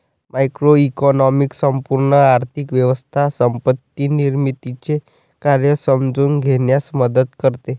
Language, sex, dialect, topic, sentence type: Marathi, male, Varhadi, banking, statement